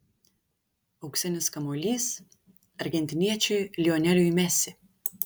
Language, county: Lithuanian, Šiauliai